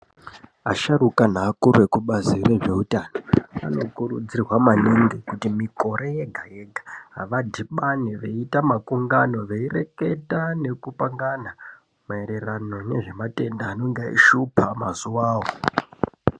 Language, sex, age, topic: Ndau, female, 25-35, health